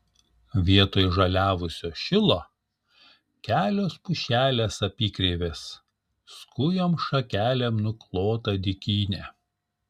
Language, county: Lithuanian, Šiauliai